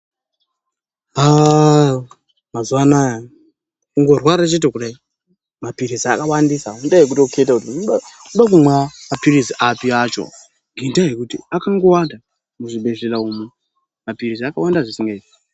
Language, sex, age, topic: Ndau, male, 36-49, health